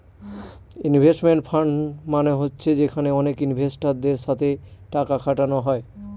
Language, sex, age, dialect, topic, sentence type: Bengali, male, 18-24, Northern/Varendri, banking, statement